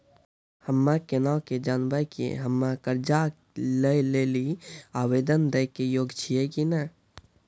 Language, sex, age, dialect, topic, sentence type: Maithili, male, 18-24, Angika, banking, statement